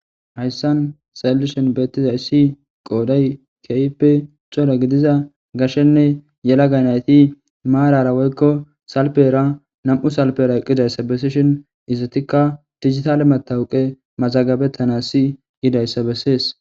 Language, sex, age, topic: Gamo, male, 18-24, government